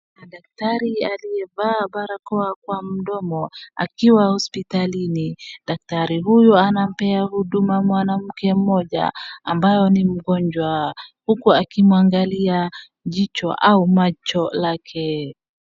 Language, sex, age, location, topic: Swahili, female, 25-35, Wajir, health